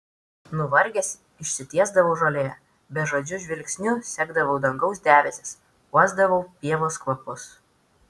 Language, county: Lithuanian, Vilnius